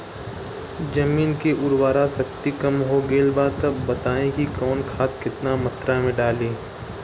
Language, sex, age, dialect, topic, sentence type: Bhojpuri, male, 18-24, Southern / Standard, agriculture, question